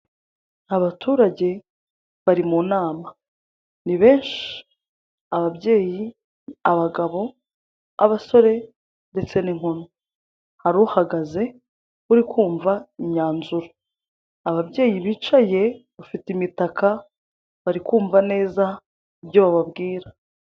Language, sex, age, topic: Kinyarwanda, female, 25-35, government